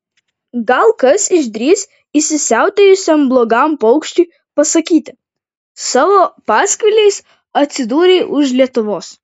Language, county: Lithuanian, Vilnius